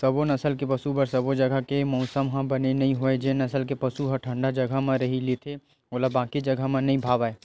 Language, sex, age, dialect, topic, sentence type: Chhattisgarhi, male, 25-30, Western/Budati/Khatahi, agriculture, statement